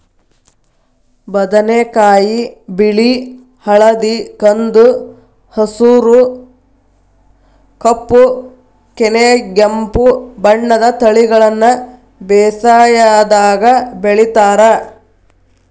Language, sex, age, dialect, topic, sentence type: Kannada, female, 31-35, Dharwad Kannada, agriculture, statement